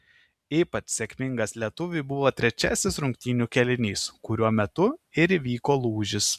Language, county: Lithuanian, Kaunas